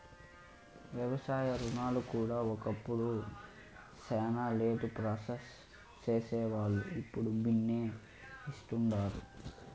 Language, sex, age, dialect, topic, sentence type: Telugu, male, 18-24, Southern, banking, statement